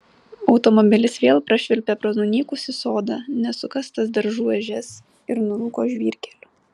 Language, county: Lithuanian, Vilnius